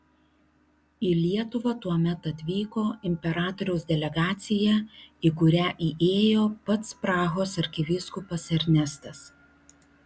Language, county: Lithuanian, Vilnius